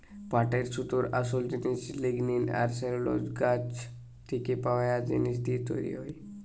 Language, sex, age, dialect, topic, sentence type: Bengali, male, 18-24, Western, agriculture, statement